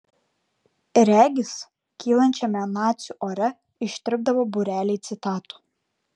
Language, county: Lithuanian, Klaipėda